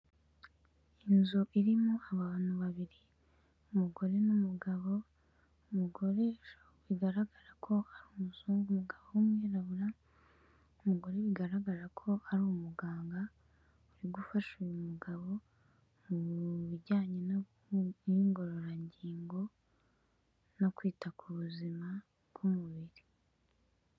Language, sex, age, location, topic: Kinyarwanda, female, 18-24, Kigali, health